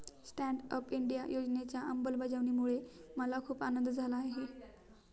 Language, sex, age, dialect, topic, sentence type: Marathi, female, 18-24, Standard Marathi, banking, statement